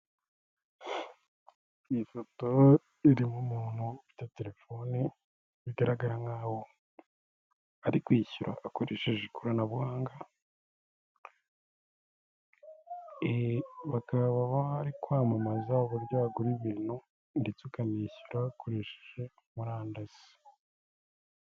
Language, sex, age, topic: Kinyarwanda, male, 18-24, finance